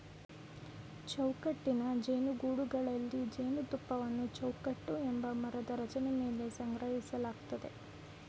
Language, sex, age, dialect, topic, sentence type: Kannada, female, 18-24, Mysore Kannada, agriculture, statement